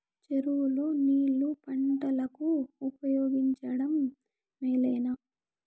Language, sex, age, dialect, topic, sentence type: Telugu, female, 18-24, Southern, agriculture, question